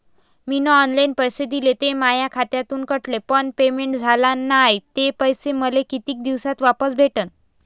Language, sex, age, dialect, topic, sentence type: Marathi, female, 18-24, Varhadi, banking, question